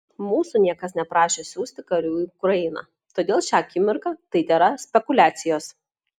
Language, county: Lithuanian, Klaipėda